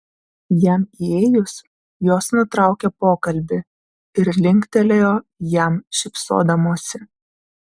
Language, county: Lithuanian, Vilnius